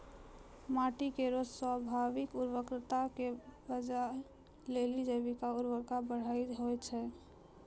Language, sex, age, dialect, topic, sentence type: Maithili, female, 25-30, Angika, agriculture, statement